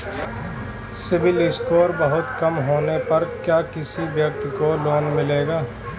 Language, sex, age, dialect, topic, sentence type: Hindi, male, 25-30, Marwari Dhudhari, banking, question